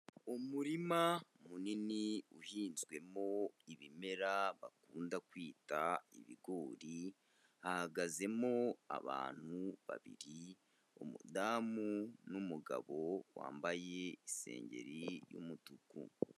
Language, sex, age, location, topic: Kinyarwanda, male, 18-24, Kigali, agriculture